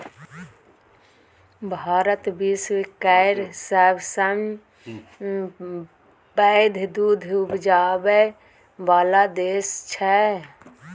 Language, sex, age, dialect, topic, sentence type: Maithili, female, 41-45, Bajjika, agriculture, statement